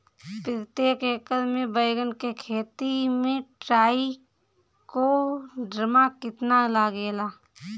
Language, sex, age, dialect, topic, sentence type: Bhojpuri, female, 31-35, Northern, agriculture, question